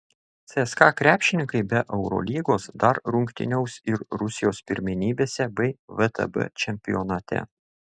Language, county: Lithuanian, Šiauliai